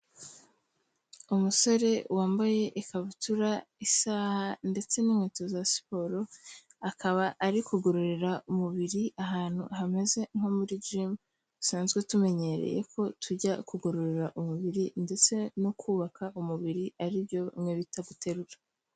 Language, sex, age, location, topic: Kinyarwanda, female, 18-24, Kigali, health